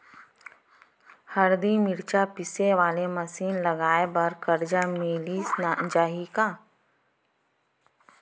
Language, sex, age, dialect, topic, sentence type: Chhattisgarhi, female, 31-35, Central, banking, question